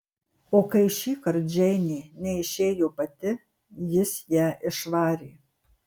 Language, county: Lithuanian, Marijampolė